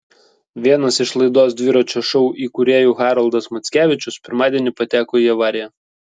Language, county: Lithuanian, Vilnius